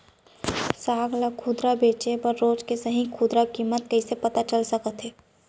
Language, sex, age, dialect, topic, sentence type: Chhattisgarhi, female, 56-60, Central, agriculture, question